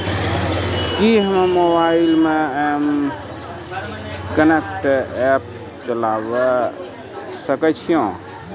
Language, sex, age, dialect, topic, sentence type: Maithili, male, 46-50, Angika, banking, question